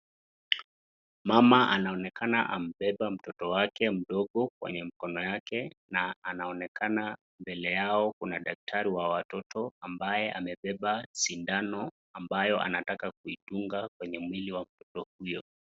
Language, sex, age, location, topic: Swahili, male, 25-35, Nakuru, health